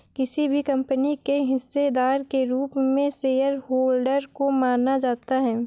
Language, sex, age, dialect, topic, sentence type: Hindi, female, 18-24, Awadhi Bundeli, banking, statement